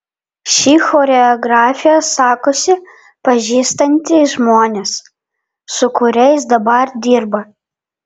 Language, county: Lithuanian, Vilnius